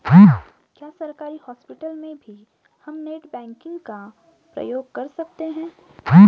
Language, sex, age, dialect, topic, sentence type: Hindi, female, 18-24, Garhwali, banking, question